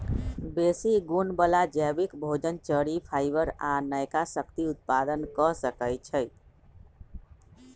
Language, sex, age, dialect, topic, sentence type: Magahi, male, 41-45, Western, agriculture, statement